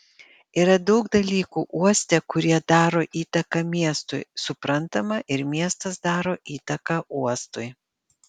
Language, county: Lithuanian, Panevėžys